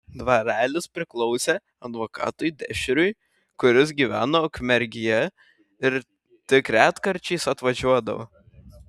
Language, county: Lithuanian, Šiauliai